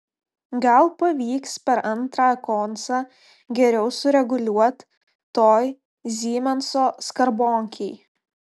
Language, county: Lithuanian, Panevėžys